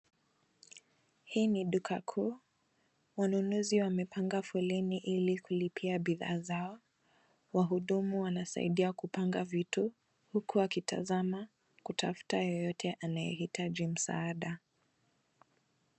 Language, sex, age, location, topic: Swahili, female, 18-24, Nairobi, finance